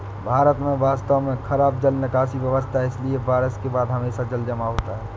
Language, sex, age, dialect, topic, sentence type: Hindi, male, 60-100, Awadhi Bundeli, agriculture, statement